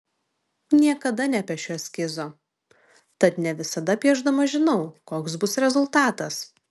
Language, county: Lithuanian, Vilnius